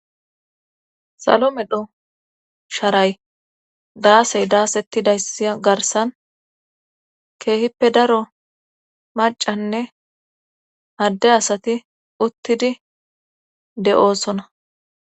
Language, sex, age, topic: Gamo, female, 18-24, government